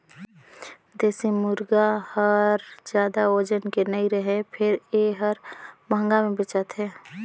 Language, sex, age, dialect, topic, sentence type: Chhattisgarhi, female, 25-30, Northern/Bhandar, agriculture, statement